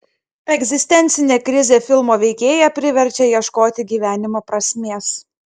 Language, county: Lithuanian, Klaipėda